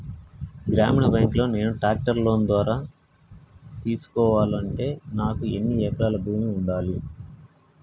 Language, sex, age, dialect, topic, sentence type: Telugu, male, 36-40, Telangana, agriculture, question